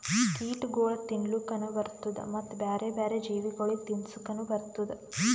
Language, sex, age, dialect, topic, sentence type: Kannada, female, 18-24, Northeastern, agriculture, statement